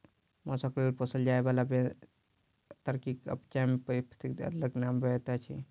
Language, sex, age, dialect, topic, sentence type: Maithili, male, 36-40, Southern/Standard, agriculture, statement